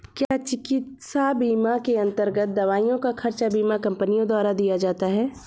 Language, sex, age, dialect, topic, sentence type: Hindi, female, 25-30, Awadhi Bundeli, banking, question